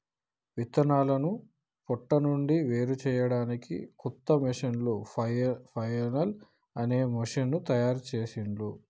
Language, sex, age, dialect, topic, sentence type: Telugu, male, 25-30, Telangana, agriculture, statement